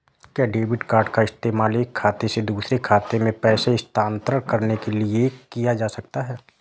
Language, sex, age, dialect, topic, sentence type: Hindi, male, 18-24, Awadhi Bundeli, banking, question